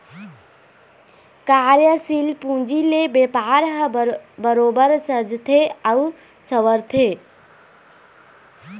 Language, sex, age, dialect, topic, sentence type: Chhattisgarhi, female, 18-24, Eastern, banking, statement